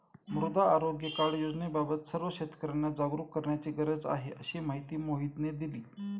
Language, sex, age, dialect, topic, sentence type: Marathi, male, 46-50, Standard Marathi, agriculture, statement